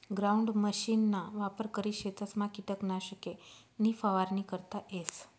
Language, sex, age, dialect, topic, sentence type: Marathi, female, 36-40, Northern Konkan, agriculture, statement